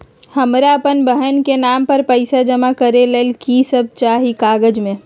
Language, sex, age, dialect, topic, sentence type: Magahi, female, 36-40, Western, banking, question